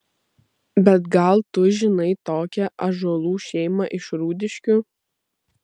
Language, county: Lithuanian, Vilnius